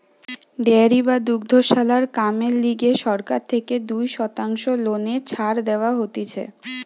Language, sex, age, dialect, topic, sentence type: Bengali, female, 18-24, Western, agriculture, statement